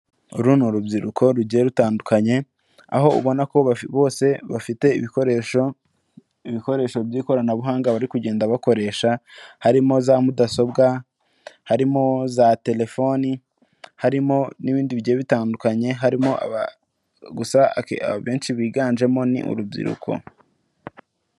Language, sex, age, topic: Kinyarwanda, male, 18-24, government